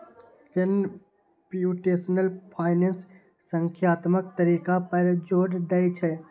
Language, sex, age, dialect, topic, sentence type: Maithili, male, 18-24, Eastern / Thethi, banking, statement